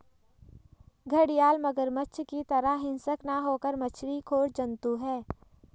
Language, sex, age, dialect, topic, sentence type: Hindi, female, 18-24, Garhwali, agriculture, statement